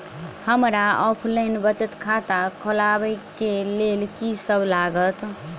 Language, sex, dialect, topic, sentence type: Maithili, female, Southern/Standard, banking, question